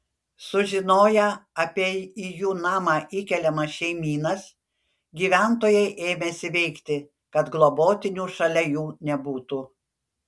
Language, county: Lithuanian, Panevėžys